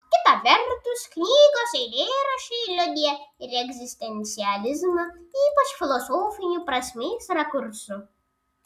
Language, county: Lithuanian, Vilnius